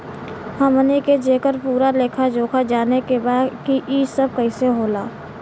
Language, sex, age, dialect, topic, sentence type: Bhojpuri, female, 18-24, Western, banking, question